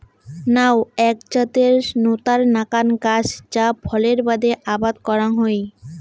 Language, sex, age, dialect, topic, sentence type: Bengali, female, 18-24, Rajbangshi, agriculture, statement